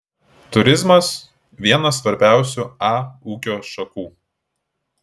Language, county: Lithuanian, Klaipėda